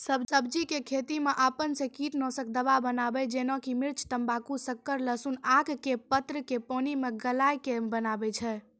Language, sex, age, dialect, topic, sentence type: Maithili, male, 18-24, Angika, agriculture, question